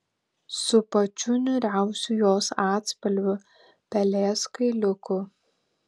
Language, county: Lithuanian, Panevėžys